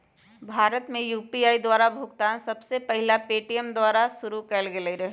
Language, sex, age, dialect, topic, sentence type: Magahi, female, 31-35, Western, banking, statement